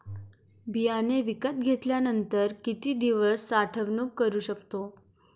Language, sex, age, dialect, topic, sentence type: Marathi, female, 18-24, Standard Marathi, agriculture, question